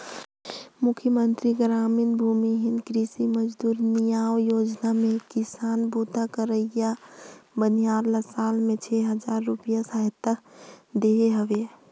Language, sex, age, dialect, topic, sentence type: Chhattisgarhi, female, 18-24, Northern/Bhandar, banking, statement